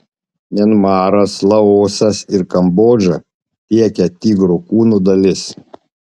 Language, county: Lithuanian, Panevėžys